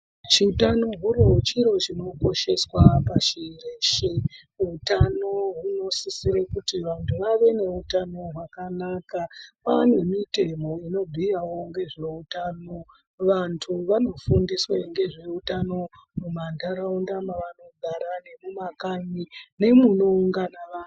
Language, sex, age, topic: Ndau, female, 25-35, health